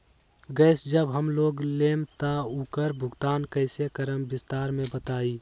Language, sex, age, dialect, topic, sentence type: Magahi, male, 18-24, Western, banking, question